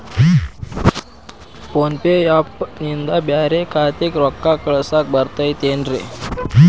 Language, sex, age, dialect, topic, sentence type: Kannada, male, 18-24, Dharwad Kannada, banking, question